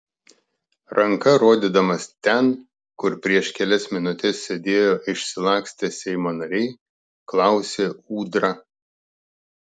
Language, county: Lithuanian, Klaipėda